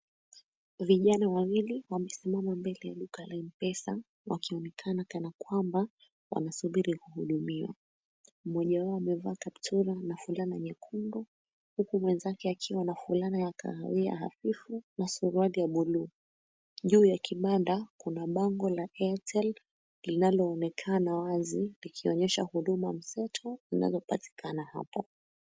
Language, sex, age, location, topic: Swahili, female, 25-35, Mombasa, finance